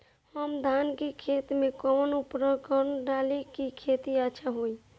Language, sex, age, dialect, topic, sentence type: Bhojpuri, female, 18-24, Northern, agriculture, question